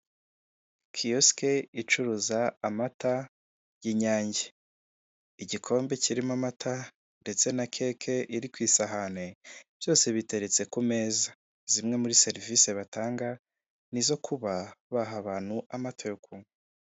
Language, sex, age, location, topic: Kinyarwanda, male, 25-35, Kigali, finance